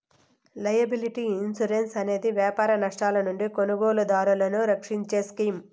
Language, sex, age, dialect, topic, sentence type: Telugu, female, 18-24, Southern, banking, statement